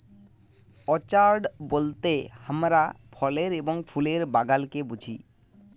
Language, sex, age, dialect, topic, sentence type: Bengali, male, 18-24, Jharkhandi, agriculture, statement